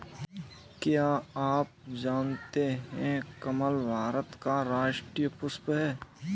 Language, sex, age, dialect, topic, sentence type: Hindi, male, 18-24, Kanauji Braj Bhasha, agriculture, statement